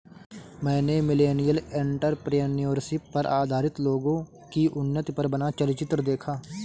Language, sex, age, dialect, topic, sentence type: Hindi, male, 18-24, Awadhi Bundeli, banking, statement